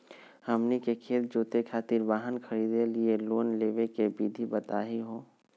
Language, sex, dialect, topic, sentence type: Magahi, male, Southern, banking, question